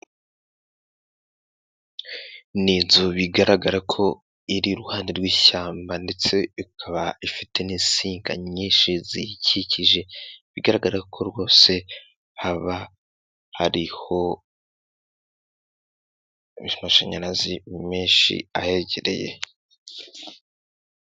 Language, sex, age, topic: Kinyarwanda, male, 18-24, government